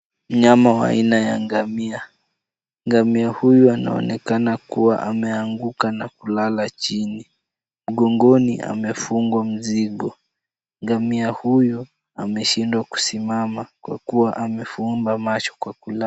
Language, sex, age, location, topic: Swahili, male, 18-24, Kisumu, health